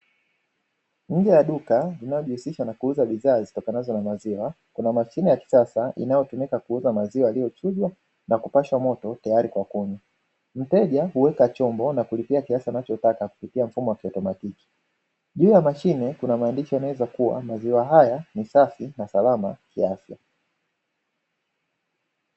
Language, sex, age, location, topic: Swahili, male, 25-35, Dar es Salaam, finance